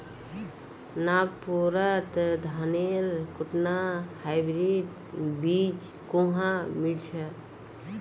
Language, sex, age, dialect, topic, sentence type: Magahi, female, 36-40, Northeastern/Surjapuri, agriculture, statement